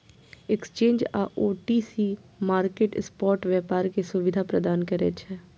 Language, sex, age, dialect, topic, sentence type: Maithili, female, 25-30, Eastern / Thethi, banking, statement